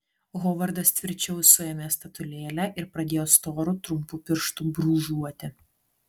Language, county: Lithuanian, Alytus